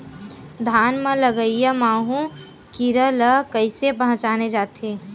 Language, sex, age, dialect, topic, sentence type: Chhattisgarhi, female, 18-24, Western/Budati/Khatahi, agriculture, question